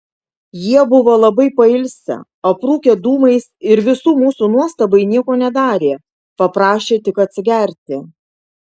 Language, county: Lithuanian, Kaunas